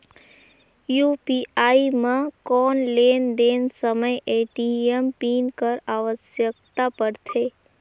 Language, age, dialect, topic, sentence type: Chhattisgarhi, 18-24, Northern/Bhandar, banking, question